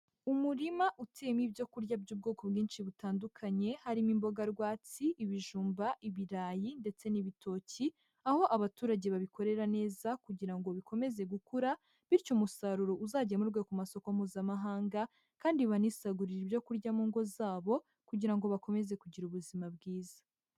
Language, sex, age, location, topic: Kinyarwanda, male, 18-24, Huye, agriculture